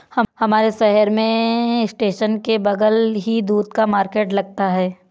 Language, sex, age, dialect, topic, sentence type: Hindi, female, 18-24, Awadhi Bundeli, agriculture, statement